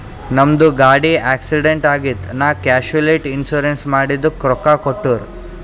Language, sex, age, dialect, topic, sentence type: Kannada, male, 60-100, Northeastern, banking, statement